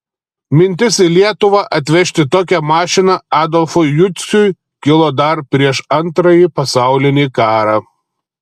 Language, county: Lithuanian, Telšiai